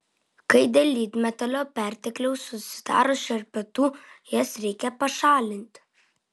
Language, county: Lithuanian, Vilnius